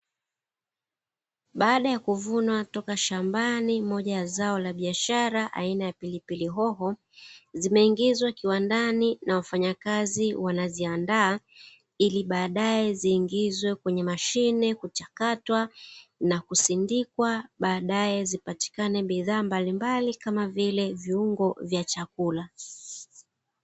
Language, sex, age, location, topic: Swahili, female, 36-49, Dar es Salaam, agriculture